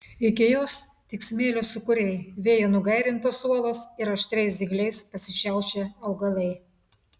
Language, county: Lithuanian, Telšiai